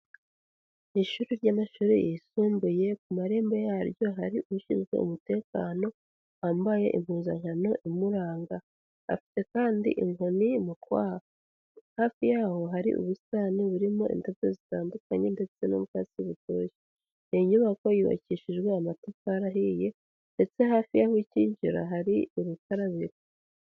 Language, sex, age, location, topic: Kinyarwanda, female, 18-24, Huye, education